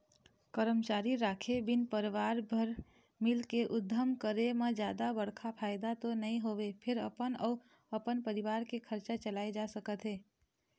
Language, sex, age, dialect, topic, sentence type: Chhattisgarhi, female, 25-30, Eastern, banking, statement